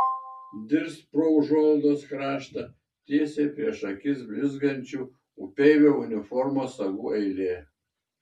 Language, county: Lithuanian, Šiauliai